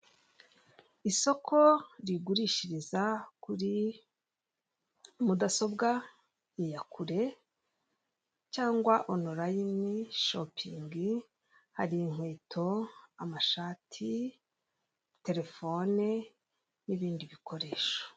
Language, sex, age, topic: Kinyarwanda, female, 36-49, finance